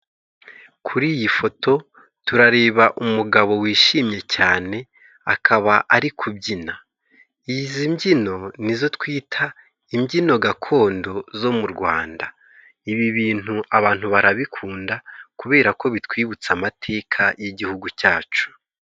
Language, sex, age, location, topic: Kinyarwanda, male, 25-35, Musanze, government